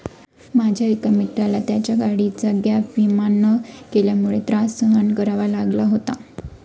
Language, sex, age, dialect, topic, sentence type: Marathi, female, 25-30, Standard Marathi, banking, statement